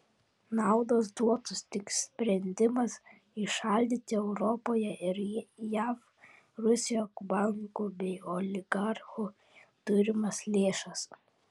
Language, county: Lithuanian, Vilnius